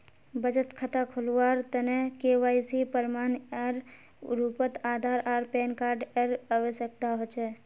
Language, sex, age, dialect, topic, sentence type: Magahi, female, 25-30, Northeastern/Surjapuri, banking, statement